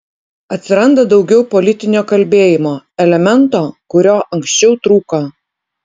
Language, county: Lithuanian, Utena